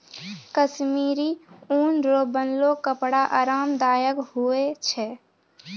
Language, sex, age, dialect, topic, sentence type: Maithili, female, 31-35, Angika, agriculture, statement